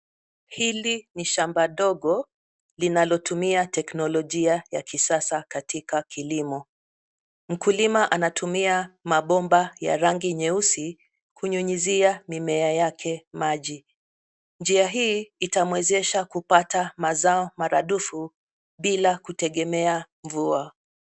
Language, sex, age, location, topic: Swahili, female, 50+, Nairobi, agriculture